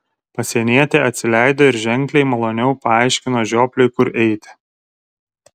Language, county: Lithuanian, Vilnius